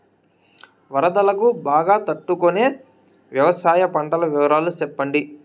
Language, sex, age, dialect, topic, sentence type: Telugu, male, 18-24, Southern, agriculture, question